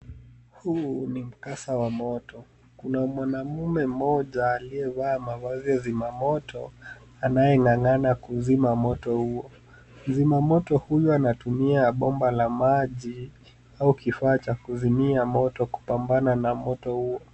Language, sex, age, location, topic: Swahili, male, 25-35, Nairobi, health